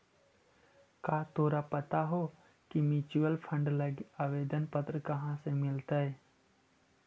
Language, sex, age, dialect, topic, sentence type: Magahi, male, 25-30, Central/Standard, banking, statement